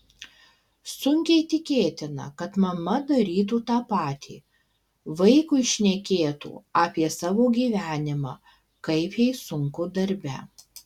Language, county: Lithuanian, Alytus